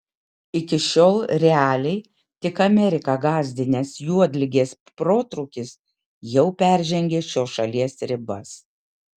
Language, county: Lithuanian, Kaunas